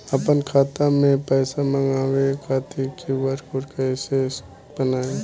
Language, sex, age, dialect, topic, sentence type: Bhojpuri, male, 18-24, Southern / Standard, banking, question